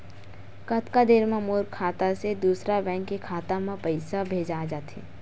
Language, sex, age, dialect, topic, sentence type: Chhattisgarhi, female, 56-60, Western/Budati/Khatahi, banking, question